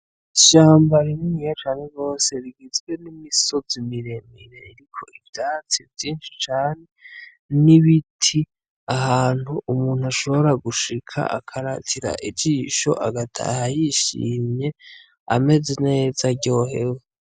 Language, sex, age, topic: Rundi, male, 18-24, agriculture